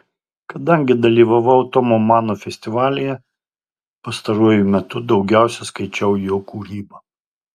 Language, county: Lithuanian, Tauragė